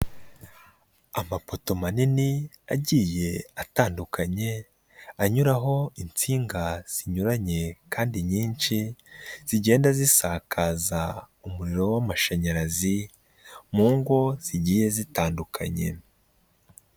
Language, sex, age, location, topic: Kinyarwanda, male, 25-35, Nyagatare, government